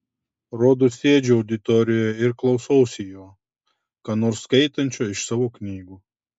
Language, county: Lithuanian, Telšiai